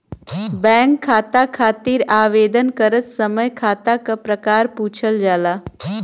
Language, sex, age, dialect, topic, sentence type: Bhojpuri, female, 25-30, Western, banking, statement